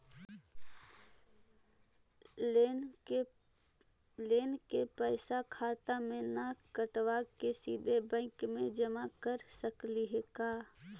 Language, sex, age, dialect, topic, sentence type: Magahi, female, 18-24, Central/Standard, banking, question